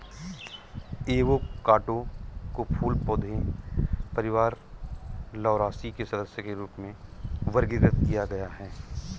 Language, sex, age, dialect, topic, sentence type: Hindi, male, 46-50, Awadhi Bundeli, agriculture, statement